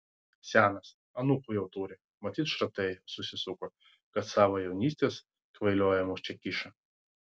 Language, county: Lithuanian, Vilnius